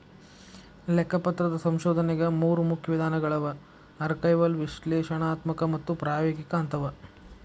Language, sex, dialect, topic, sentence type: Kannada, male, Dharwad Kannada, banking, statement